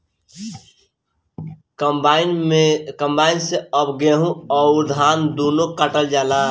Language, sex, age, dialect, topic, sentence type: Bhojpuri, male, 18-24, Northern, agriculture, statement